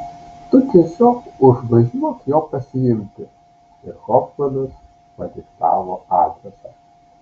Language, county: Lithuanian, Alytus